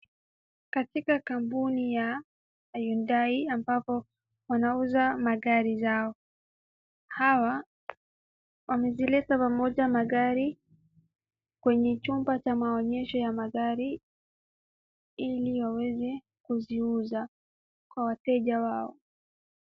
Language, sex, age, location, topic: Swahili, female, 18-24, Wajir, finance